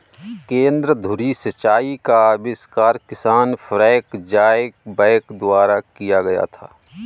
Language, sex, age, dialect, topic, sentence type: Hindi, male, 31-35, Awadhi Bundeli, agriculture, statement